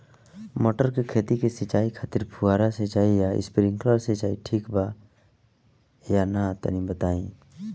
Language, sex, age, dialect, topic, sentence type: Bhojpuri, male, 25-30, Northern, agriculture, question